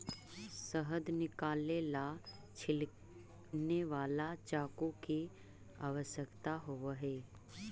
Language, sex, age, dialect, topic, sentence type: Magahi, female, 25-30, Central/Standard, agriculture, statement